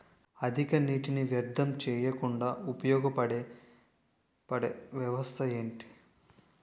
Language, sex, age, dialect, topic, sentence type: Telugu, male, 18-24, Utterandhra, agriculture, question